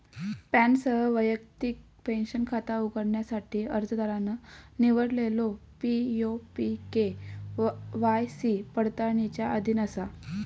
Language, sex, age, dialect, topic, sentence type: Marathi, female, 18-24, Southern Konkan, banking, statement